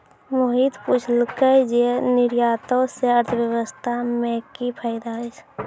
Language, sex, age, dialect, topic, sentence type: Maithili, female, 18-24, Angika, banking, statement